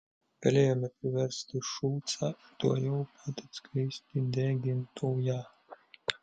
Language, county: Lithuanian, Vilnius